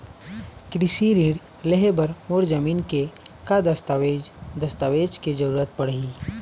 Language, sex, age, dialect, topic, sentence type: Chhattisgarhi, male, 18-24, Eastern, banking, question